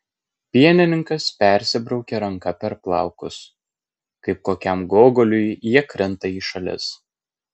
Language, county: Lithuanian, Kaunas